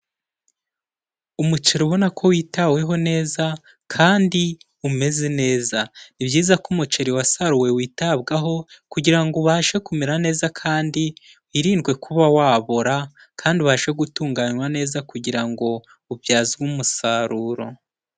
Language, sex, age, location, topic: Kinyarwanda, male, 18-24, Kigali, agriculture